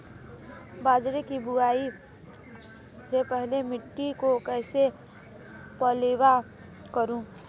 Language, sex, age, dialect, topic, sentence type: Hindi, female, 18-24, Marwari Dhudhari, agriculture, question